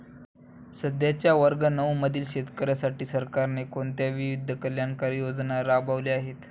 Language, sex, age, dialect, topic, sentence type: Marathi, male, 18-24, Standard Marathi, agriculture, question